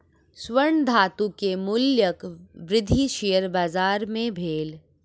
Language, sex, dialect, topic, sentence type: Maithili, female, Southern/Standard, banking, statement